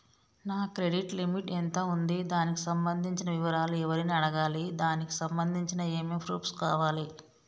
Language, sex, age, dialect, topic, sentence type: Telugu, male, 18-24, Telangana, banking, question